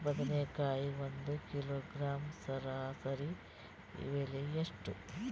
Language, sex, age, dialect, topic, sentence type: Kannada, female, 46-50, Northeastern, agriculture, question